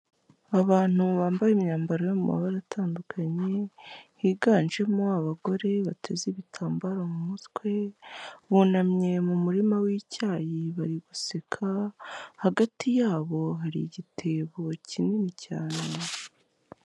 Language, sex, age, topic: Kinyarwanda, male, 18-24, health